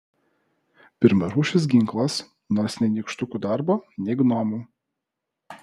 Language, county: Lithuanian, Vilnius